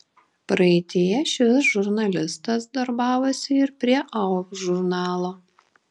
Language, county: Lithuanian, Šiauliai